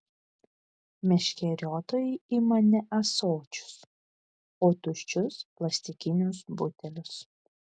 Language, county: Lithuanian, Vilnius